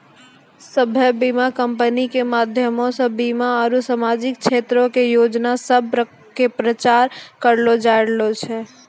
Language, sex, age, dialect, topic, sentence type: Maithili, female, 18-24, Angika, banking, statement